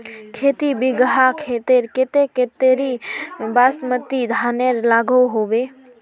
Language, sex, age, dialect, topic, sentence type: Magahi, female, 56-60, Northeastern/Surjapuri, agriculture, question